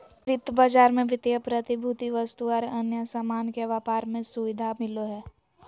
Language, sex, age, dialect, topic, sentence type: Magahi, female, 18-24, Southern, banking, statement